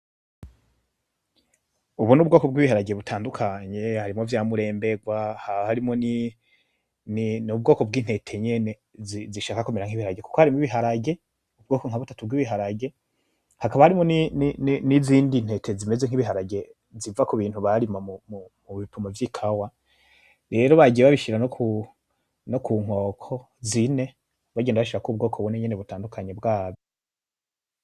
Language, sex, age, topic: Rundi, male, 25-35, agriculture